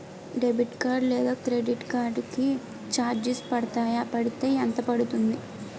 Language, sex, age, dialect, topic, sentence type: Telugu, female, 18-24, Utterandhra, banking, question